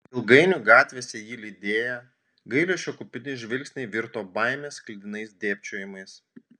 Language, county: Lithuanian, Panevėžys